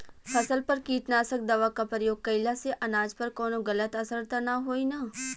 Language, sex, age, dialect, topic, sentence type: Bhojpuri, female, 41-45, Western, agriculture, question